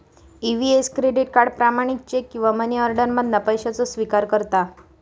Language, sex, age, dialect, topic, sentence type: Marathi, female, 25-30, Southern Konkan, banking, statement